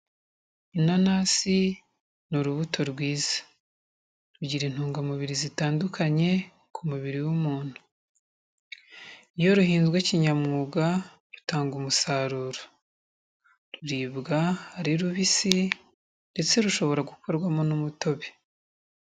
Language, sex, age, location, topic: Kinyarwanda, female, 36-49, Kigali, agriculture